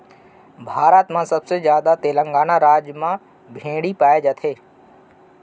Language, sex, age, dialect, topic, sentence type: Chhattisgarhi, male, 25-30, Central, agriculture, statement